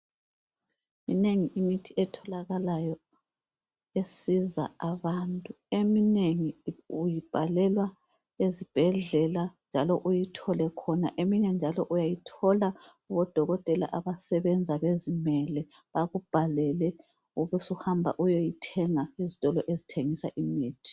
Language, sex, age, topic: North Ndebele, female, 50+, health